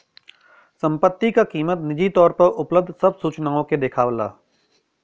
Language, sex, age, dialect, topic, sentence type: Bhojpuri, male, 41-45, Western, banking, statement